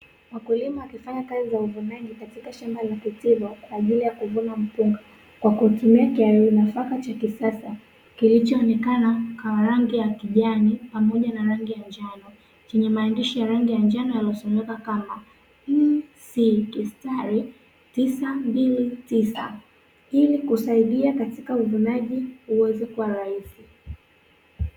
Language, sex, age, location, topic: Swahili, female, 18-24, Dar es Salaam, agriculture